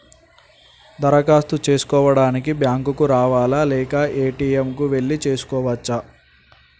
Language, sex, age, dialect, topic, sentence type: Telugu, male, 18-24, Telangana, banking, question